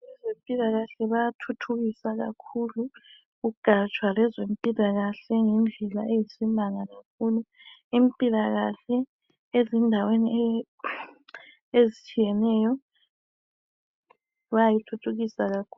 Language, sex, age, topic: North Ndebele, female, 25-35, health